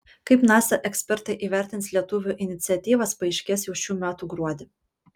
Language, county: Lithuanian, Panevėžys